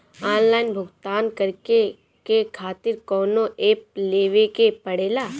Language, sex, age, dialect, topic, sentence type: Bhojpuri, female, 18-24, Northern, banking, question